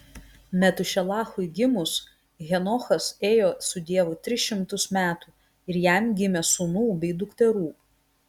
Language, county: Lithuanian, Kaunas